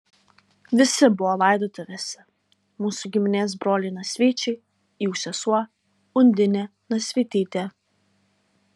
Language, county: Lithuanian, Alytus